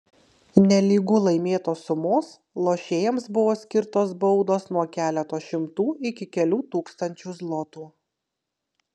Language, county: Lithuanian, Kaunas